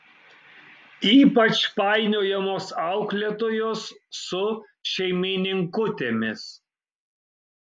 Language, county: Lithuanian, Kaunas